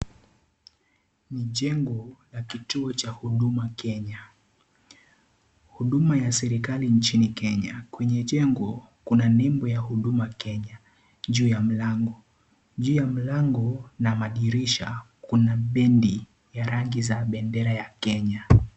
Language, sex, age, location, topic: Swahili, male, 18-24, Kisii, government